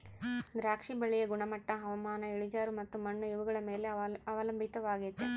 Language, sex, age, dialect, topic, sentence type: Kannada, female, 25-30, Central, agriculture, statement